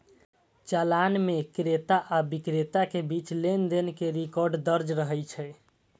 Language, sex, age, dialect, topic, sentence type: Maithili, male, 18-24, Eastern / Thethi, banking, statement